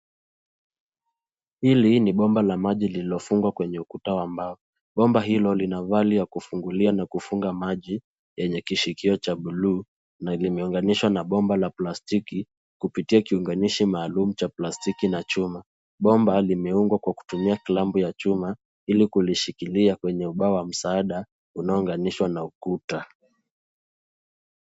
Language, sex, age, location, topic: Swahili, male, 18-24, Nairobi, government